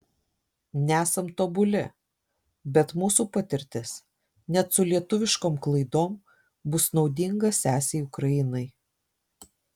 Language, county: Lithuanian, Šiauliai